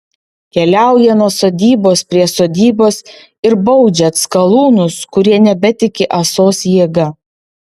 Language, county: Lithuanian, Vilnius